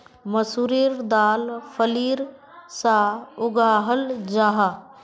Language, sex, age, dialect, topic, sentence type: Magahi, female, 31-35, Northeastern/Surjapuri, agriculture, statement